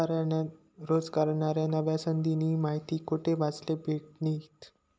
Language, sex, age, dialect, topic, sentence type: Marathi, male, 18-24, Northern Konkan, banking, statement